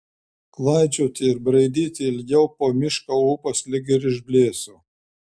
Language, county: Lithuanian, Šiauliai